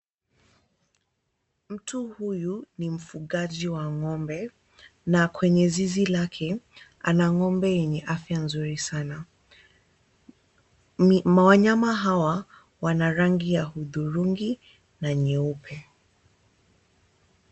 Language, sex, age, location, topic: Swahili, female, 25-35, Kisumu, agriculture